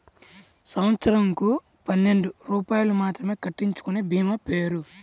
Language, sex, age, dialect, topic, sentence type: Telugu, male, 18-24, Central/Coastal, banking, question